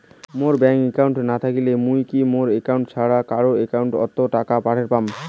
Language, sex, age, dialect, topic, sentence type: Bengali, male, 18-24, Rajbangshi, banking, question